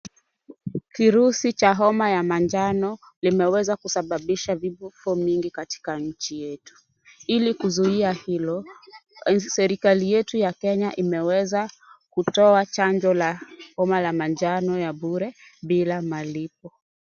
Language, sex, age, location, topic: Swahili, female, 18-24, Kisumu, health